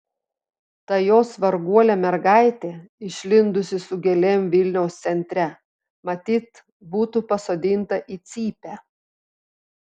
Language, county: Lithuanian, Telšiai